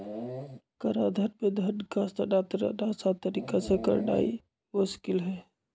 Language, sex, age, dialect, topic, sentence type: Magahi, male, 25-30, Western, banking, statement